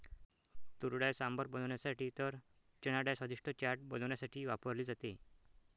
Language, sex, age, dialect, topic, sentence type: Marathi, male, 60-100, Northern Konkan, agriculture, statement